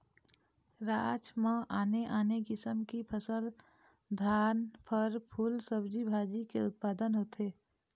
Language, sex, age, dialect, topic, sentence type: Chhattisgarhi, female, 25-30, Eastern, agriculture, statement